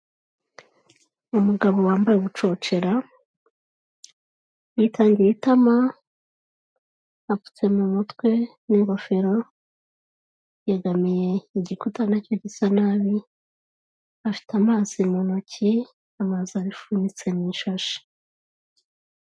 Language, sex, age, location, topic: Kinyarwanda, female, 36-49, Kigali, health